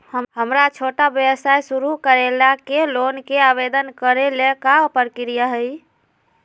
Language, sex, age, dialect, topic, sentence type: Magahi, female, 18-24, Southern, banking, question